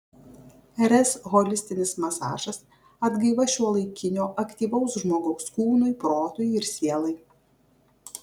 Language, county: Lithuanian, Kaunas